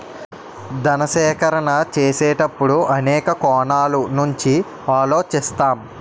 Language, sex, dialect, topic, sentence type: Telugu, male, Utterandhra, banking, statement